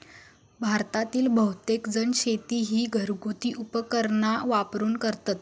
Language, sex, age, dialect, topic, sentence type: Marathi, female, 18-24, Southern Konkan, agriculture, statement